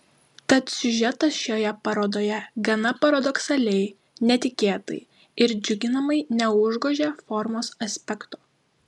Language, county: Lithuanian, Klaipėda